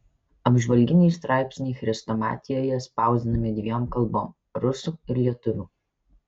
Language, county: Lithuanian, Kaunas